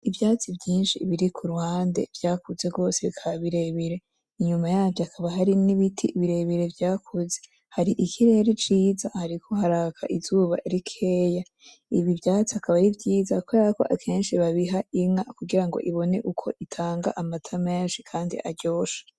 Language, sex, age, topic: Rundi, female, 18-24, agriculture